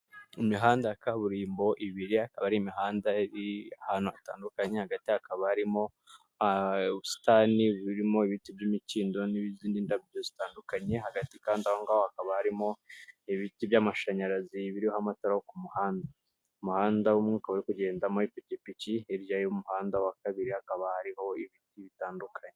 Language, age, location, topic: Kinyarwanda, 25-35, Kigali, government